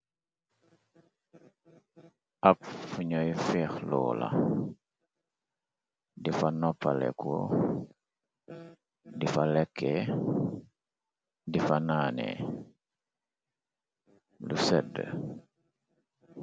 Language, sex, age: Wolof, male, 25-35